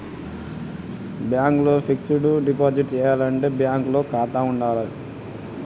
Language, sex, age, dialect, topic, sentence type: Telugu, male, 18-24, Telangana, banking, question